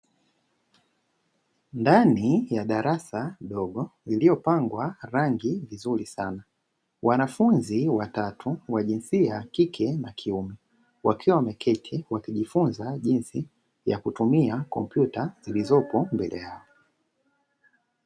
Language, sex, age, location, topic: Swahili, male, 25-35, Dar es Salaam, education